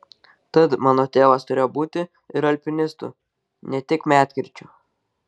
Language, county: Lithuanian, Kaunas